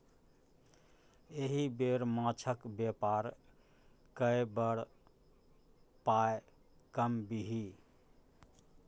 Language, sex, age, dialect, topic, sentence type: Maithili, male, 46-50, Bajjika, banking, statement